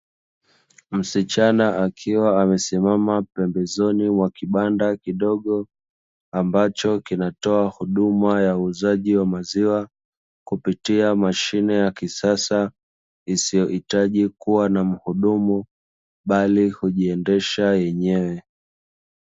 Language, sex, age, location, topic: Swahili, male, 25-35, Dar es Salaam, finance